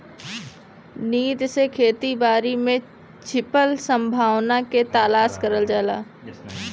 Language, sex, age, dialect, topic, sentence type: Bhojpuri, female, 18-24, Western, agriculture, statement